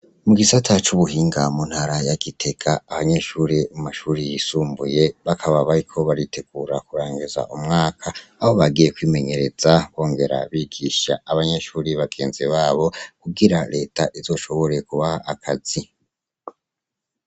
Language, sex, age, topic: Rundi, male, 25-35, education